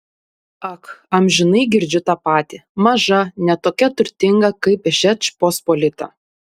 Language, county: Lithuanian, Panevėžys